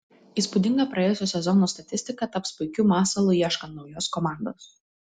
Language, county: Lithuanian, Vilnius